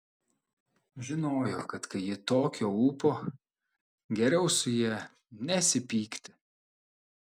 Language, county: Lithuanian, Šiauliai